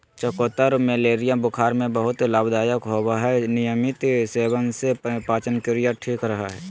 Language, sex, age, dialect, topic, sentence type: Magahi, male, 36-40, Southern, agriculture, statement